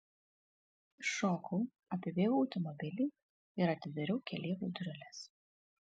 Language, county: Lithuanian, Kaunas